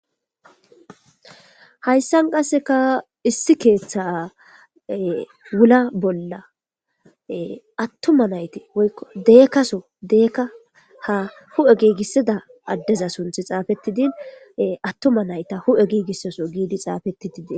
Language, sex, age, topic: Gamo, female, 25-35, government